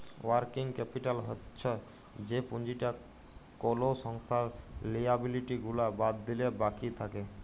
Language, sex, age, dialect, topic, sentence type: Bengali, male, 18-24, Jharkhandi, banking, statement